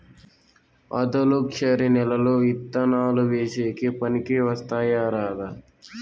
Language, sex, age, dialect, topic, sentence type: Telugu, male, 18-24, Southern, agriculture, question